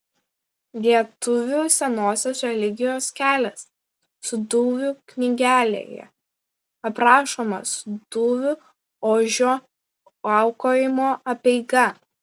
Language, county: Lithuanian, Klaipėda